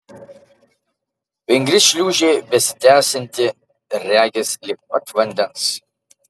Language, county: Lithuanian, Marijampolė